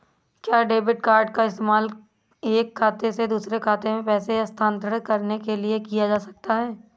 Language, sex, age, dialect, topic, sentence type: Hindi, female, 25-30, Awadhi Bundeli, banking, question